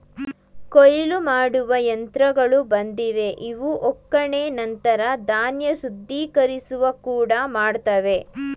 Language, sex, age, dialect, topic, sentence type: Kannada, female, 18-24, Mysore Kannada, agriculture, statement